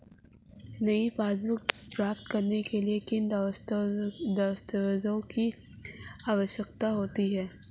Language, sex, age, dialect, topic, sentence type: Hindi, female, 18-24, Marwari Dhudhari, banking, question